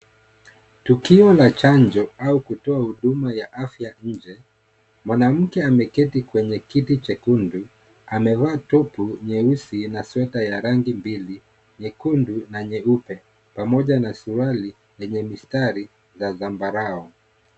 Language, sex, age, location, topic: Swahili, male, 36-49, Kisii, health